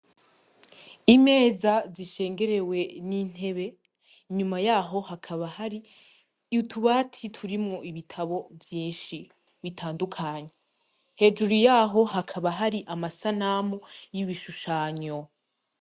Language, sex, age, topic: Rundi, female, 18-24, education